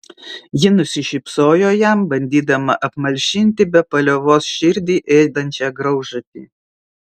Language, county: Lithuanian, Vilnius